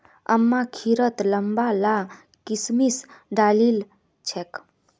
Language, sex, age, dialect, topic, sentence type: Magahi, female, 18-24, Northeastern/Surjapuri, agriculture, statement